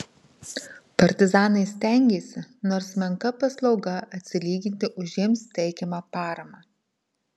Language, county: Lithuanian, Marijampolė